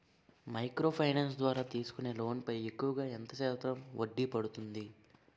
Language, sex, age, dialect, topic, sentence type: Telugu, male, 18-24, Utterandhra, banking, question